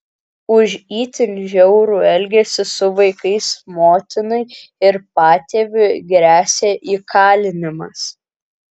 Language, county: Lithuanian, Kaunas